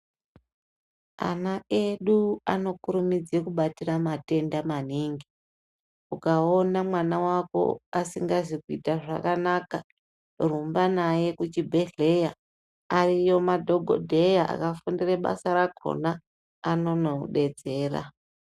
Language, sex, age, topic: Ndau, female, 36-49, health